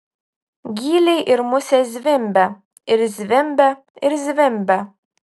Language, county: Lithuanian, Utena